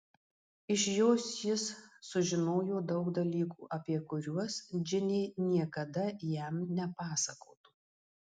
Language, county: Lithuanian, Marijampolė